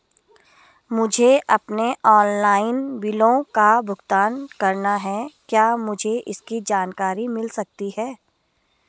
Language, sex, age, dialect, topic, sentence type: Hindi, female, 31-35, Garhwali, banking, question